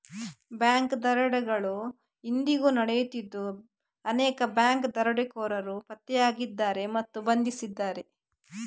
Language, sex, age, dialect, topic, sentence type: Kannada, female, 25-30, Coastal/Dakshin, banking, statement